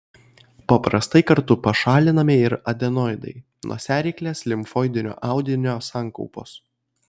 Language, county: Lithuanian, Kaunas